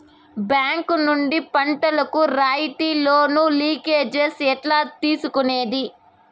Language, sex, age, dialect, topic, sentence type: Telugu, female, 18-24, Southern, agriculture, question